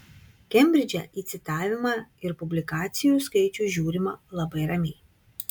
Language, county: Lithuanian, Kaunas